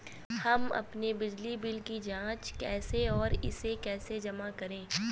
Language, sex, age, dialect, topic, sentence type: Hindi, female, 25-30, Awadhi Bundeli, banking, question